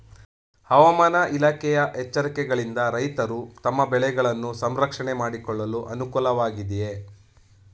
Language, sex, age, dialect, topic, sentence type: Kannada, male, 31-35, Mysore Kannada, agriculture, question